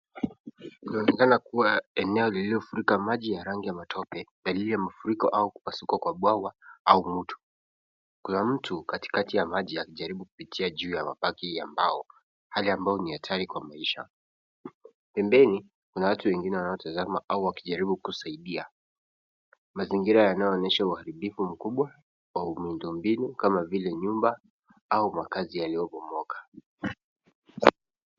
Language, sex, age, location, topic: Swahili, male, 18-24, Nairobi, health